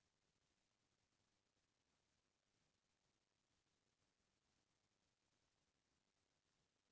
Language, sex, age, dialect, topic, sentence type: Chhattisgarhi, female, 36-40, Central, banking, statement